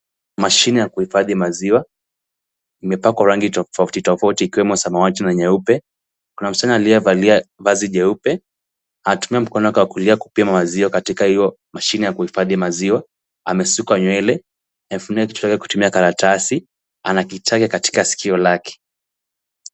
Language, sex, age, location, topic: Swahili, male, 18-24, Kisumu, finance